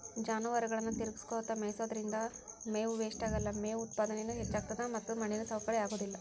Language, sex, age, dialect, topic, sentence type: Kannada, female, 31-35, Dharwad Kannada, agriculture, statement